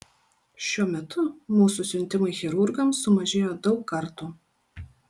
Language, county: Lithuanian, Kaunas